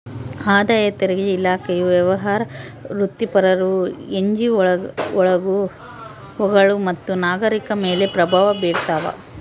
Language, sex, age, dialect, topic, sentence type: Kannada, female, 18-24, Central, banking, statement